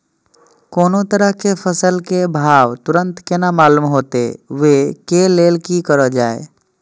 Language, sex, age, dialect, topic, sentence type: Maithili, male, 25-30, Eastern / Thethi, agriculture, question